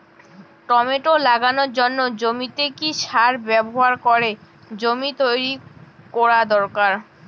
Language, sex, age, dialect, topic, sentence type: Bengali, female, 18-24, Rajbangshi, agriculture, question